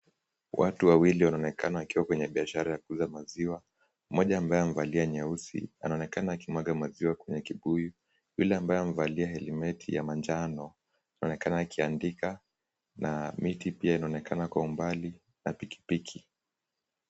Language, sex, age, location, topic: Swahili, male, 18-24, Kisumu, agriculture